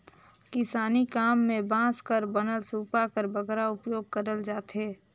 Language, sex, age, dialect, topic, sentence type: Chhattisgarhi, female, 18-24, Northern/Bhandar, agriculture, statement